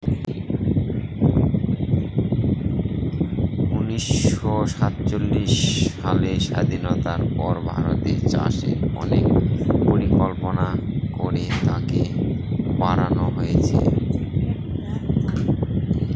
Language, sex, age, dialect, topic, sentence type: Bengali, male, 31-35, Northern/Varendri, agriculture, statement